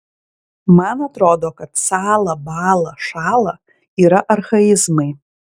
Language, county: Lithuanian, Klaipėda